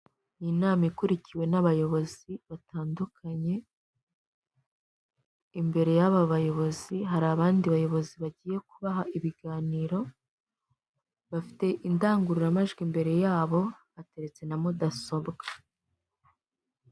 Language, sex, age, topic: Kinyarwanda, female, 18-24, government